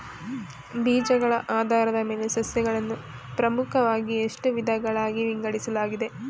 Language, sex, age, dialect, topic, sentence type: Kannada, female, 25-30, Mysore Kannada, agriculture, question